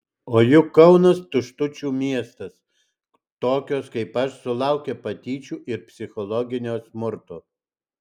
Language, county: Lithuanian, Alytus